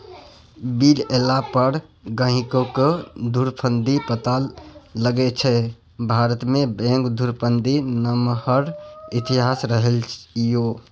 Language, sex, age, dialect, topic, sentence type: Maithili, male, 31-35, Bajjika, banking, statement